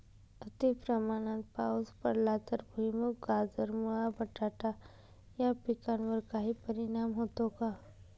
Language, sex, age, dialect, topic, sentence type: Marathi, female, 18-24, Northern Konkan, agriculture, question